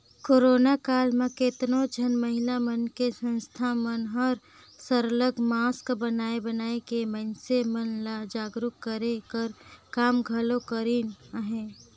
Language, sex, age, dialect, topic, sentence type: Chhattisgarhi, female, 56-60, Northern/Bhandar, banking, statement